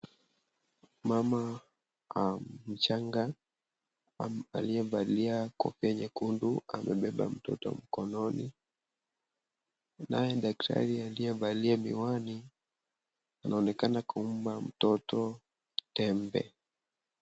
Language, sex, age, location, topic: Swahili, male, 25-35, Kisii, health